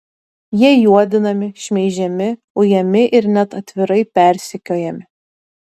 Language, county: Lithuanian, Tauragė